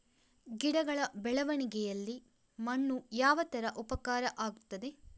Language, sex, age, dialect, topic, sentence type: Kannada, female, 56-60, Coastal/Dakshin, agriculture, question